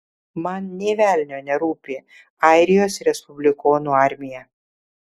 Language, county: Lithuanian, Vilnius